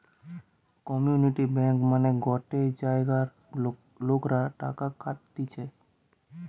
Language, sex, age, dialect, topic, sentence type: Bengali, male, 18-24, Western, banking, statement